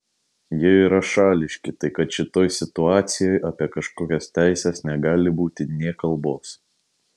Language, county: Lithuanian, Kaunas